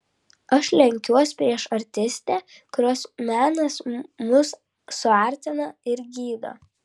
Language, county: Lithuanian, Vilnius